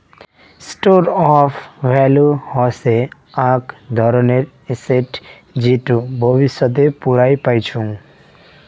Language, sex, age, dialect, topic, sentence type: Bengali, male, 18-24, Rajbangshi, banking, statement